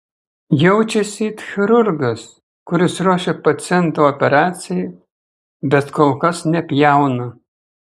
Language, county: Lithuanian, Kaunas